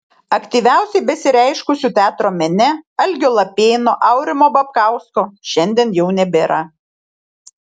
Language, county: Lithuanian, Šiauliai